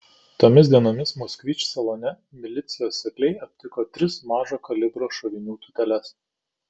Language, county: Lithuanian, Kaunas